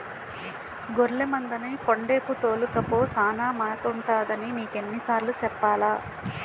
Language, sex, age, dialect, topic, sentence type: Telugu, female, 41-45, Utterandhra, agriculture, statement